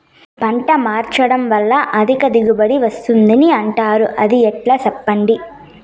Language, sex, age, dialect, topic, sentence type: Telugu, female, 18-24, Southern, agriculture, question